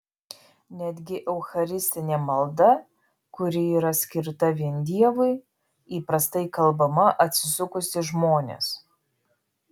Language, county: Lithuanian, Vilnius